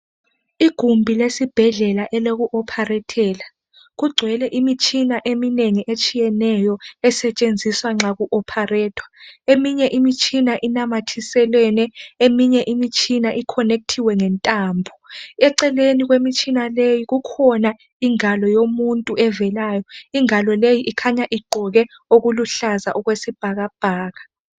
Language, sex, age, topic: North Ndebele, female, 18-24, health